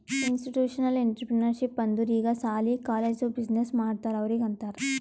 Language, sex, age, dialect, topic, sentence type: Kannada, female, 18-24, Northeastern, banking, statement